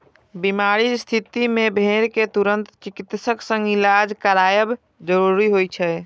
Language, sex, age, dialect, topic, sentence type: Maithili, male, 25-30, Eastern / Thethi, agriculture, statement